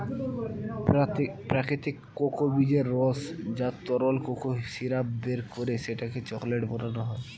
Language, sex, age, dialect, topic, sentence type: Bengali, male, 18-24, Standard Colloquial, agriculture, statement